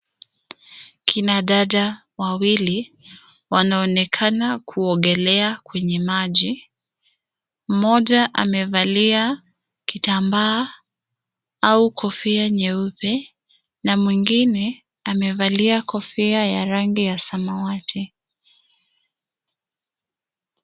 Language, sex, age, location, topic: Swahili, female, 25-35, Nairobi, education